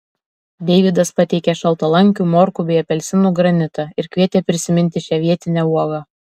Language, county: Lithuanian, Alytus